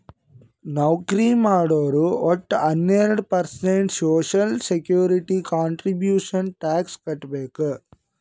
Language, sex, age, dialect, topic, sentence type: Kannada, female, 25-30, Northeastern, banking, statement